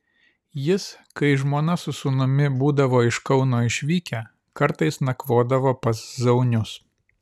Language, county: Lithuanian, Vilnius